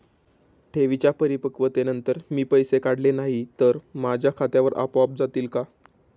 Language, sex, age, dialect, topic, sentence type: Marathi, male, 18-24, Standard Marathi, banking, question